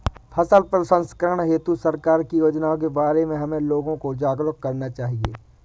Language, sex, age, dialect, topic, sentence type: Hindi, female, 18-24, Awadhi Bundeli, agriculture, statement